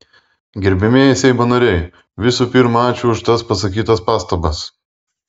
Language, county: Lithuanian, Vilnius